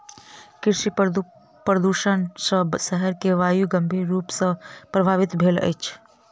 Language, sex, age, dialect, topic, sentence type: Maithili, female, 25-30, Southern/Standard, agriculture, statement